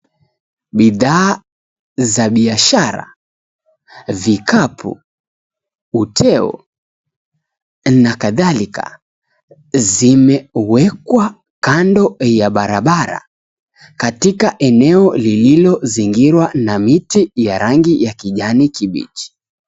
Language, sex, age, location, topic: Swahili, female, 18-24, Mombasa, government